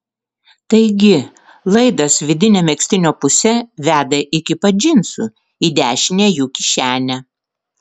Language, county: Lithuanian, Vilnius